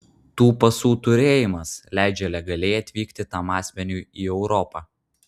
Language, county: Lithuanian, Vilnius